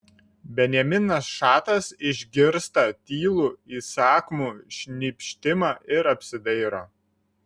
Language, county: Lithuanian, Šiauliai